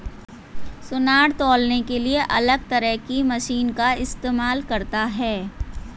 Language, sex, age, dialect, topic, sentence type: Hindi, female, 41-45, Hindustani Malvi Khadi Boli, agriculture, statement